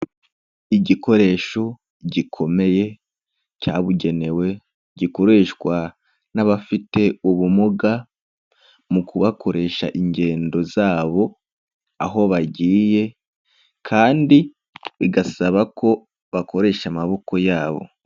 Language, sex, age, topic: Kinyarwanda, male, 18-24, health